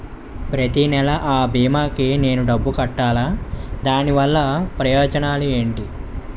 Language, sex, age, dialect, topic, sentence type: Telugu, male, 25-30, Utterandhra, banking, question